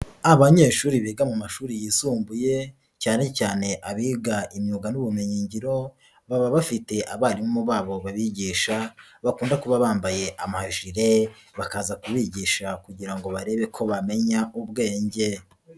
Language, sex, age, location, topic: Kinyarwanda, female, 18-24, Nyagatare, education